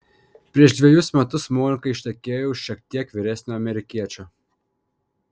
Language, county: Lithuanian, Panevėžys